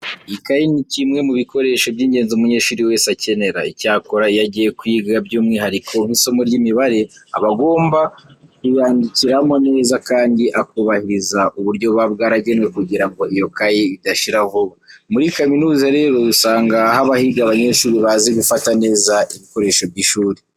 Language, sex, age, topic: Kinyarwanda, male, 18-24, education